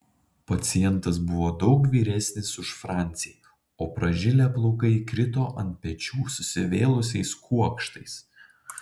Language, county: Lithuanian, Panevėžys